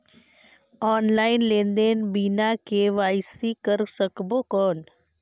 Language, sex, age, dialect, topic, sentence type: Chhattisgarhi, female, 18-24, Northern/Bhandar, banking, question